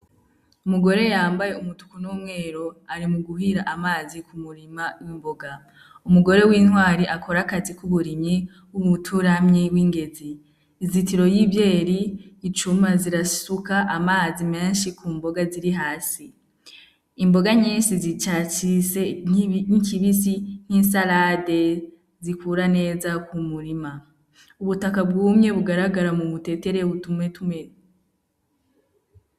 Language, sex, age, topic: Rundi, female, 18-24, agriculture